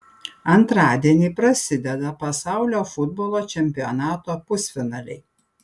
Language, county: Lithuanian, Panevėžys